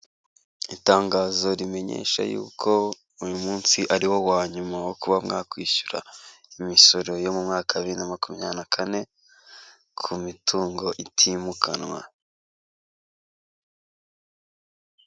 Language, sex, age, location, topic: Kinyarwanda, male, 18-24, Kigali, government